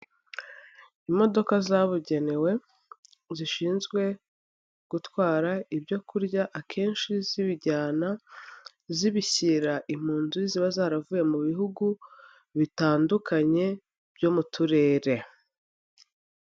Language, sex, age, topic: Kinyarwanda, female, 25-35, health